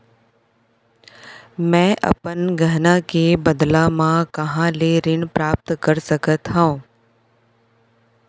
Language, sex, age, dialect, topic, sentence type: Chhattisgarhi, female, 56-60, Central, banking, statement